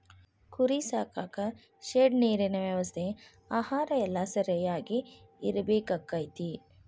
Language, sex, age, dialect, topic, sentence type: Kannada, female, 41-45, Dharwad Kannada, agriculture, statement